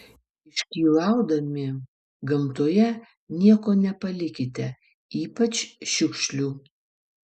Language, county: Lithuanian, Vilnius